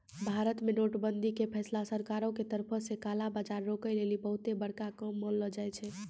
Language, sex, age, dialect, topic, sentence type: Maithili, female, 25-30, Angika, banking, statement